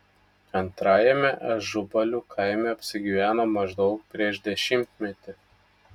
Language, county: Lithuanian, Telšiai